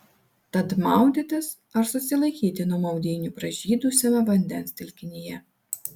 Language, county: Lithuanian, Vilnius